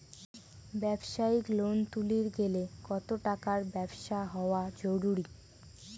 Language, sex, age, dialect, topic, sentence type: Bengali, female, <18, Rajbangshi, banking, question